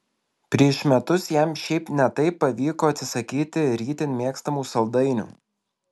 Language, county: Lithuanian, Alytus